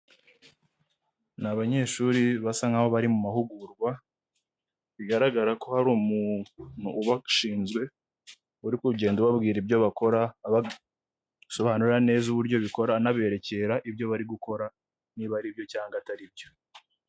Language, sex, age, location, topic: Kinyarwanda, male, 18-24, Huye, government